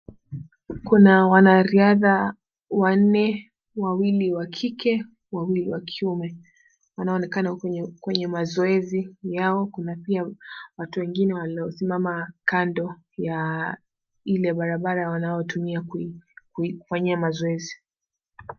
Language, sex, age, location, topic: Swahili, female, 25-35, Mombasa, education